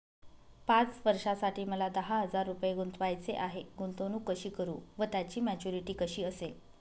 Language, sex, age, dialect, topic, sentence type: Marathi, female, 18-24, Northern Konkan, banking, question